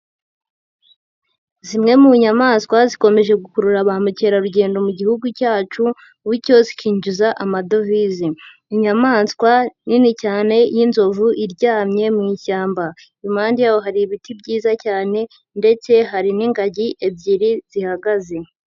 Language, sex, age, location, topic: Kinyarwanda, female, 18-24, Huye, agriculture